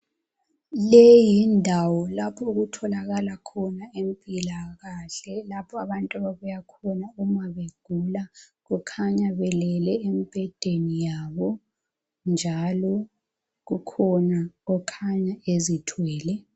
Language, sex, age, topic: North Ndebele, female, 18-24, health